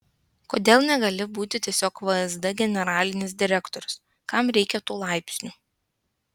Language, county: Lithuanian, Klaipėda